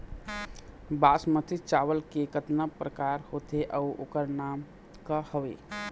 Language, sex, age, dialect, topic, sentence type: Chhattisgarhi, male, 25-30, Eastern, agriculture, question